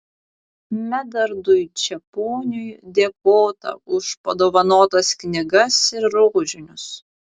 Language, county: Lithuanian, Vilnius